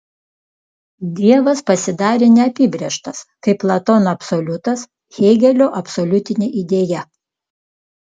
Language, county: Lithuanian, Klaipėda